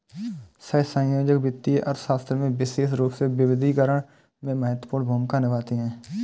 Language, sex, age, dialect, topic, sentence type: Hindi, male, 25-30, Awadhi Bundeli, banking, statement